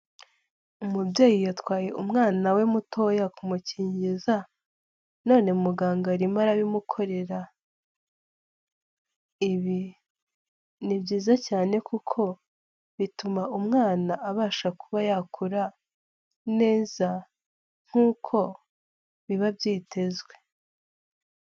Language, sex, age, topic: Kinyarwanda, female, 18-24, health